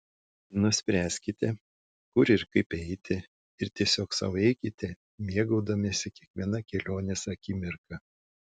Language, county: Lithuanian, Šiauliai